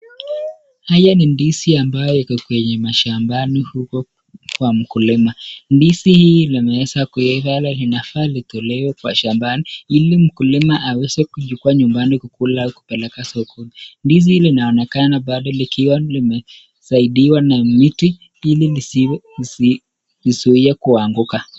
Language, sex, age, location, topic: Swahili, male, 18-24, Nakuru, agriculture